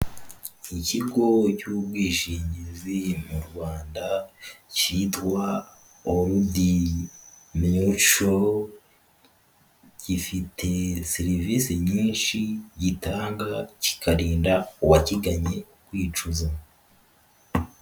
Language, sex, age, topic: Kinyarwanda, male, 18-24, finance